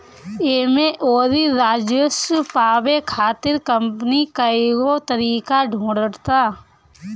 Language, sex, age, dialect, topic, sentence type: Bhojpuri, female, 31-35, Northern, banking, statement